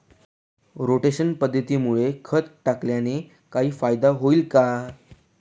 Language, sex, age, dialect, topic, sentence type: Marathi, male, 18-24, Northern Konkan, agriculture, question